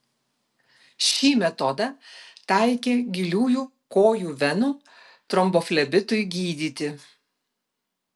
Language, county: Lithuanian, Vilnius